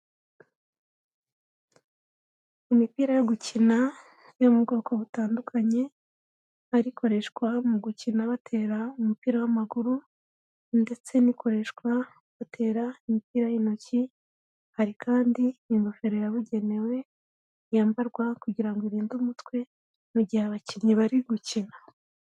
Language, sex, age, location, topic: Kinyarwanda, female, 36-49, Kigali, health